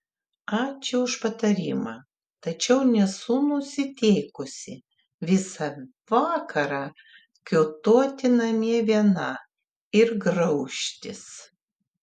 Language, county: Lithuanian, Klaipėda